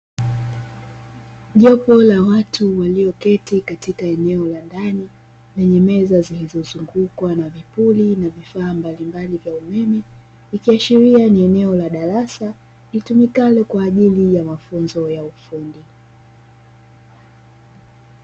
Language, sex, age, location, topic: Swahili, female, 25-35, Dar es Salaam, education